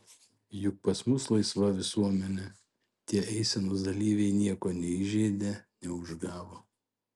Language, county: Lithuanian, Šiauliai